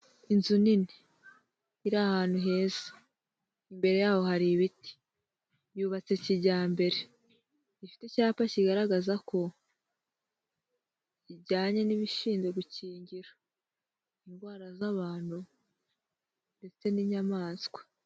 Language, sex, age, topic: Kinyarwanda, female, 18-24, health